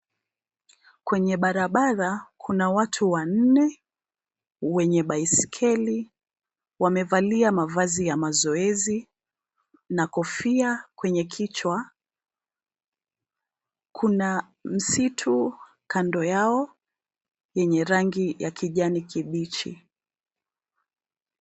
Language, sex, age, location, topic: Swahili, female, 25-35, Nairobi, government